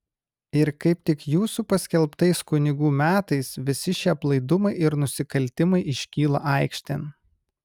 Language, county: Lithuanian, Kaunas